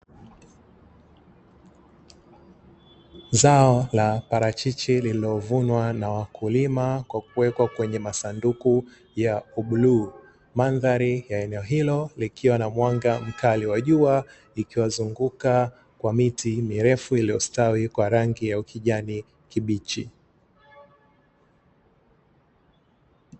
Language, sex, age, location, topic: Swahili, male, 36-49, Dar es Salaam, agriculture